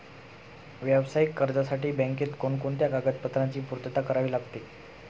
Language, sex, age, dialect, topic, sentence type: Marathi, male, 25-30, Standard Marathi, banking, question